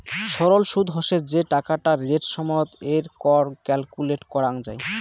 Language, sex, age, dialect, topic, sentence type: Bengali, male, 25-30, Rajbangshi, banking, statement